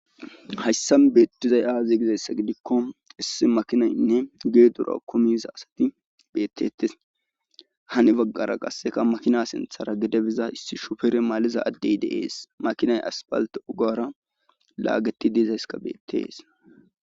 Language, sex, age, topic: Gamo, male, 18-24, government